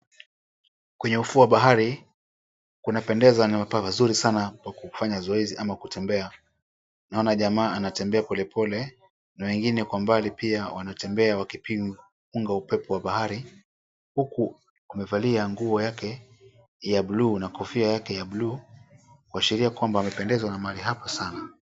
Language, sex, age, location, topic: Swahili, male, 36-49, Mombasa, government